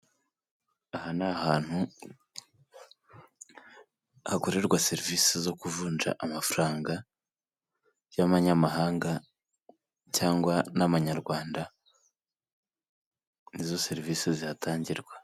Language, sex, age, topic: Kinyarwanda, male, 18-24, finance